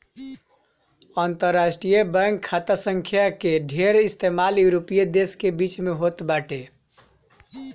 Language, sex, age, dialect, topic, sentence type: Bhojpuri, male, 25-30, Northern, banking, statement